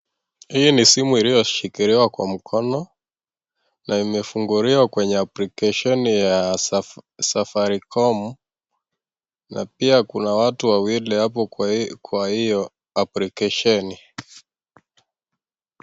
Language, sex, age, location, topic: Swahili, male, 18-24, Kisii, finance